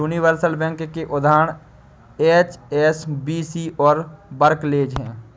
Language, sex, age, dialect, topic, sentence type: Hindi, male, 25-30, Awadhi Bundeli, banking, statement